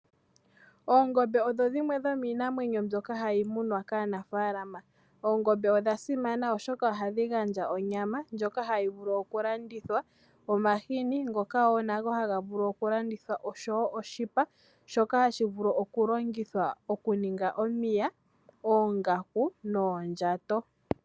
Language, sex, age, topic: Oshiwambo, female, 18-24, agriculture